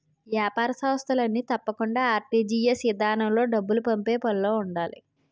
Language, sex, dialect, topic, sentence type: Telugu, female, Utterandhra, banking, statement